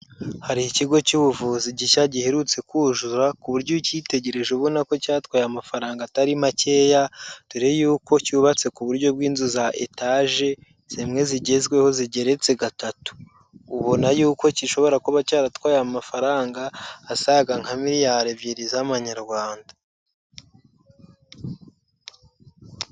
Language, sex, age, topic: Kinyarwanda, male, 18-24, health